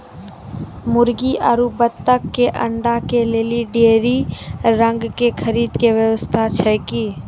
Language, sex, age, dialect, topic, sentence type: Maithili, female, 51-55, Angika, agriculture, question